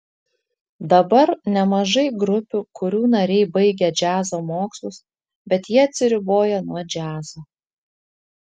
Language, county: Lithuanian, Vilnius